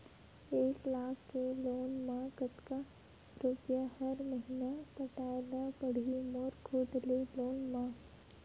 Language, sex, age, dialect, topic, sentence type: Chhattisgarhi, female, 18-24, Western/Budati/Khatahi, banking, question